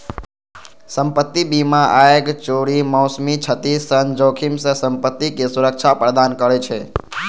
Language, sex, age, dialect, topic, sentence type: Maithili, male, 18-24, Eastern / Thethi, banking, statement